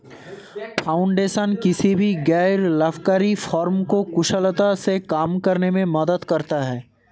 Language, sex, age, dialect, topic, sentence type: Hindi, male, 18-24, Hindustani Malvi Khadi Boli, banking, statement